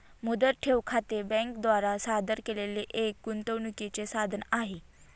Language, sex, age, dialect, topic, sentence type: Marathi, female, 25-30, Northern Konkan, banking, statement